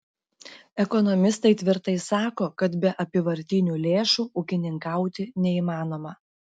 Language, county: Lithuanian, Klaipėda